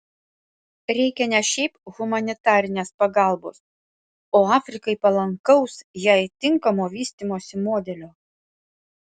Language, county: Lithuanian, Panevėžys